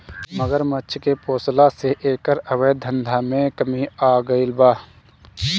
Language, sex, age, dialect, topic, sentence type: Bhojpuri, male, 25-30, Northern, agriculture, statement